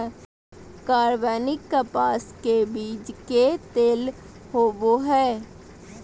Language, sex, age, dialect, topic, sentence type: Magahi, female, 18-24, Southern, agriculture, statement